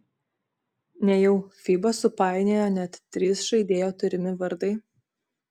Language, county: Lithuanian, Vilnius